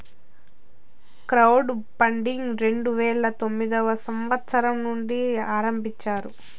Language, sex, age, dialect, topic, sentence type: Telugu, female, 31-35, Southern, banking, statement